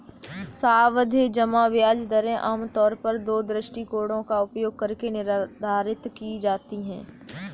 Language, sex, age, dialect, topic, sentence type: Hindi, female, 18-24, Kanauji Braj Bhasha, banking, statement